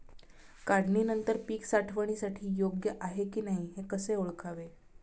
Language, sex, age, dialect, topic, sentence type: Marathi, female, 36-40, Standard Marathi, agriculture, question